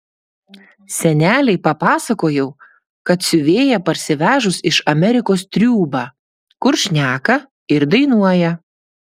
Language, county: Lithuanian, Klaipėda